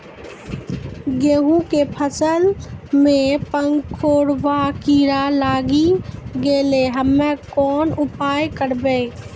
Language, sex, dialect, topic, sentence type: Maithili, female, Angika, agriculture, question